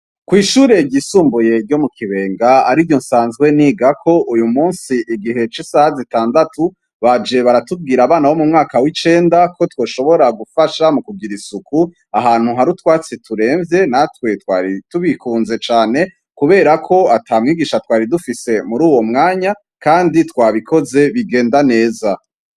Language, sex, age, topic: Rundi, male, 25-35, education